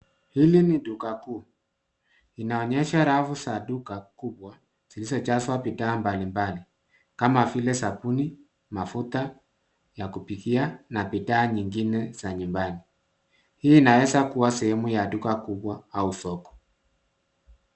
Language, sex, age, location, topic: Swahili, male, 36-49, Nairobi, finance